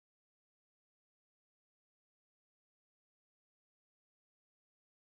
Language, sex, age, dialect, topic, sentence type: Telugu, male, 18-24, Central/Coastal, agriculture, statement